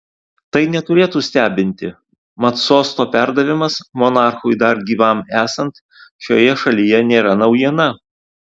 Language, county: Lithuanian, Alytus